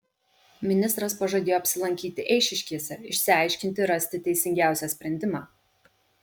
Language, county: Lithuanian, Kaunas